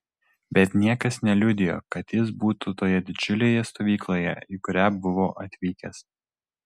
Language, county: Lithuanian, Vilnius